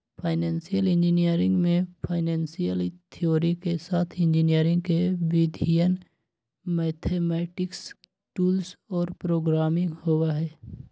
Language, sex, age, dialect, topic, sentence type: Magahi, male, 25-30, Western, banking, statement